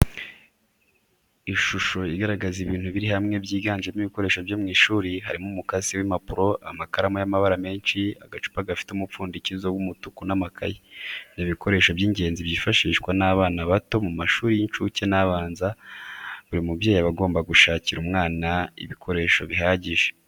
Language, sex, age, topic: Kinyarwanda, male, 25-35, education